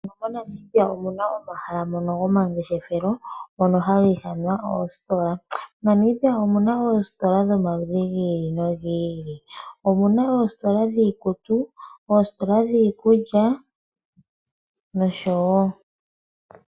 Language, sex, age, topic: Oshiwambo, male, 25-35, finance